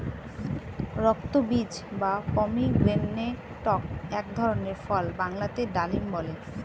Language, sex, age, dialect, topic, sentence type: Bengali, female, 36-40, Standard Colloquial, agriculture, statement